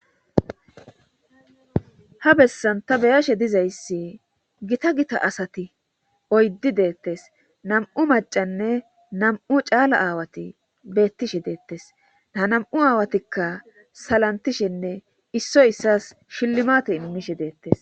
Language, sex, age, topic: Gamo, female, 25-35, government